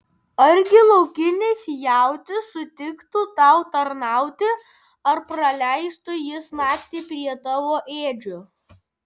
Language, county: Lithuanian, Vilnius